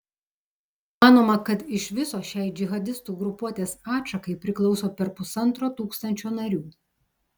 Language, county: Lithuanian, Telšiai